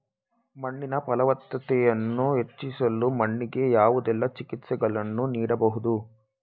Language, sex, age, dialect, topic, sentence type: Kannada, male, 18-24, Coastal/Dakshin, agriculture, question